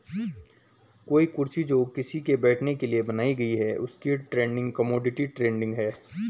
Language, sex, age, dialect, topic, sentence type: Hindi, male, 18-24, Garhwali, banking, statement